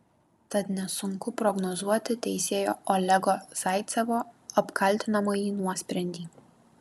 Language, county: Lithuanian, Kaunas